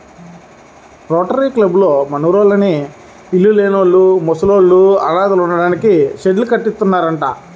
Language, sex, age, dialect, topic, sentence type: Telugu, male, 31-35, Central/Coastal, agriculture, statement